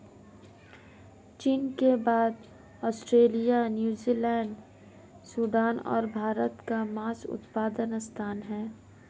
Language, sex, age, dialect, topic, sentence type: Hindi, female, 25-30, Marwari Dhudhari, agriculture, statement